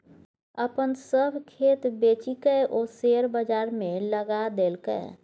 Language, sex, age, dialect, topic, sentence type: Maithili, female, 25-30, Bajjika, banking, statement